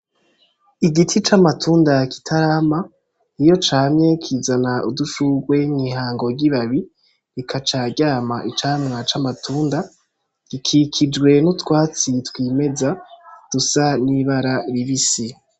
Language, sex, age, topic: Rundi, female, 18-24, agriculture